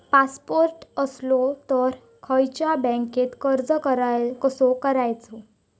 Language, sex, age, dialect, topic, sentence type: Marathi, female, 18-24, Southern Konkan, banking, question